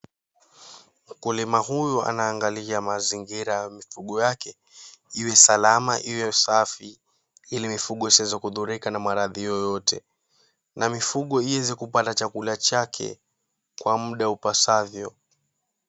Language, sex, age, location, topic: Swahili, male, 18-24, Mombasa, agriculture